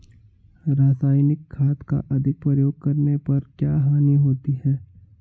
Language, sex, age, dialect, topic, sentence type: Hindi, male, 18-24, Hindustani Malvi Khadi Boli, agriculture, question